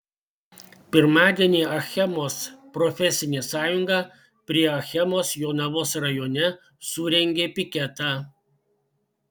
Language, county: Lithuanian, Panevėžys